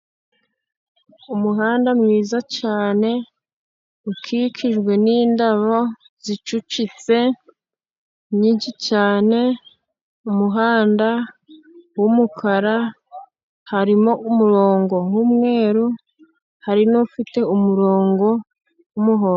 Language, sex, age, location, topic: Kinyarwanda, female, 25-35, Musanze, government